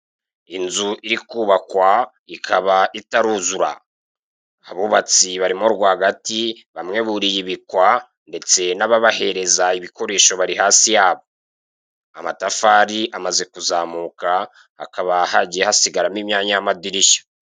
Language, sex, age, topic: Kinyarwanda, male, 36-49, finance